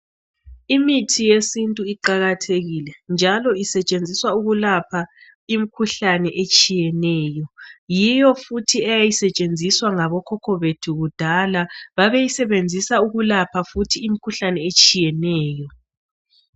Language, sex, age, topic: North Ndebele, male, 36-49, health